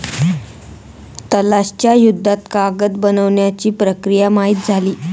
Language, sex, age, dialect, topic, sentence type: Marathi, male, 18-24, Northern Konkan, agriculture, statement